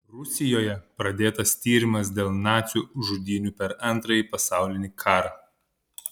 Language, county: Lithuanian, Panevėžys